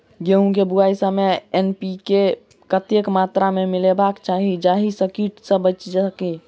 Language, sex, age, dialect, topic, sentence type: Maithili, male, 36-40, Southern/Standard, agriculture, question